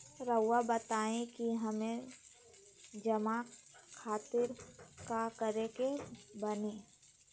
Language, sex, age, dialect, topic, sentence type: Magahi, female, 25-30, Southern, banking, question